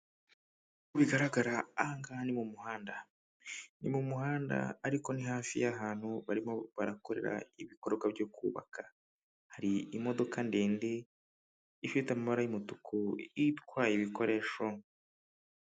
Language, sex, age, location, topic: Kinyarwanda, male, 25-35, Kigali, government